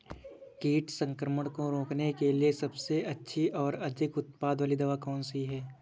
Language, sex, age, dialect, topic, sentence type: Hindi, male, 25-30, Awadhi Bundeli, agriculture, question